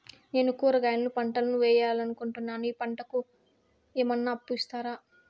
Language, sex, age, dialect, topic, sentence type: Telugu, female, 18-24, Southern, agriculture, question